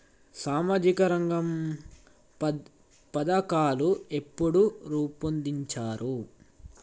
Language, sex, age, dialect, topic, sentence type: Telugu, male, 18-24, Telangana, banking, question